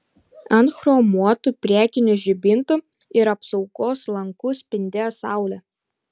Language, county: Lithuanian, Panevėžys